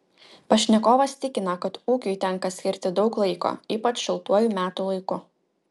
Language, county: Lithuanian, Utena